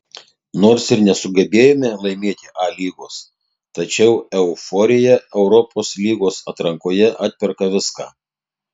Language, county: Lithuanian, Tauragė